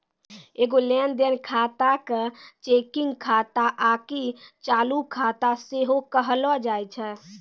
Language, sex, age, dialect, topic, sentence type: Maithili, female, 36-40, Angika, banking, statement